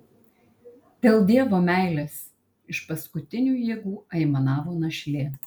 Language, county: Lithuanian, Kaunas